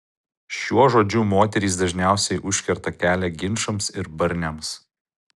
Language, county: Lithuanian, Utena